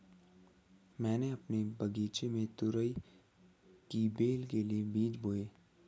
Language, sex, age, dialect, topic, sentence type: Hindi, female, 18-24, Hindustani Malvi Khadi Boli, agriculture, statement